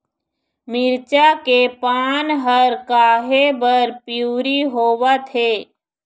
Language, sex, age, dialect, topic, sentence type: Chhattisgarhi, female, 41-45, Eastern, agriculture, question